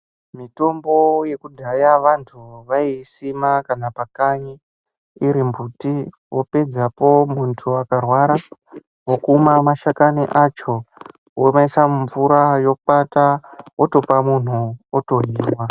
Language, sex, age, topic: Ndau, male, 25-35, health